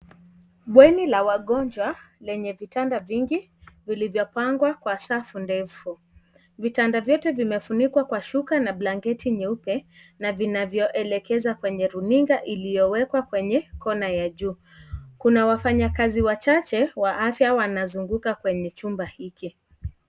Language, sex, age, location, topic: Swahili, female, 18-24, Kisii, health